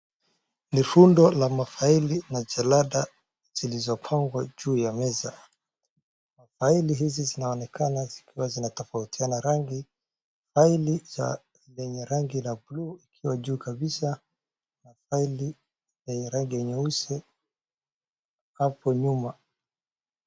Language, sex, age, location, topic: Swahili, male, 18-24, Wajir, education